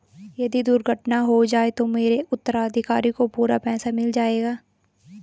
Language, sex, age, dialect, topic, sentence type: Hindi, female, 18-24, Garhwali, banking, question